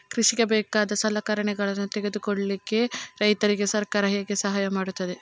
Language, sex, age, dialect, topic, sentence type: Kannada, female, 18-24, Coastal/Dakshin, agriculture, question